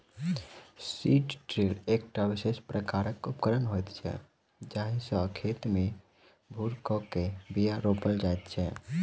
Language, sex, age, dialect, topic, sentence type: Maithili, male, 18-24, Southern/Standard, agriculture, statement